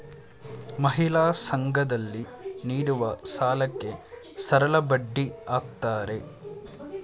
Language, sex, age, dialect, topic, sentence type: Kannada, male, 18-24, Mysore Kannada, banking, statement